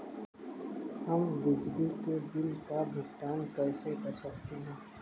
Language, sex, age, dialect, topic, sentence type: Hindi, male, 18-24, Kanauji Braj Bhasha, banking, question